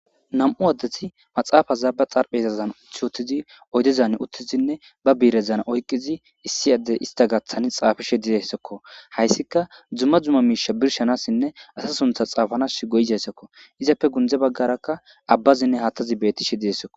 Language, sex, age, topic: Gamo, male, 25-35, government